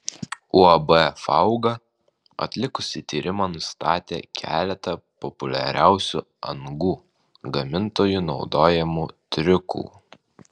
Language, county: Lithuanian, Alytus